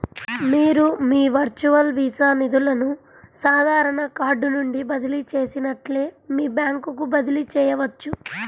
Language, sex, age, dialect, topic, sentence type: Telugu, female, 46-50, Central/Coastal, banking, statement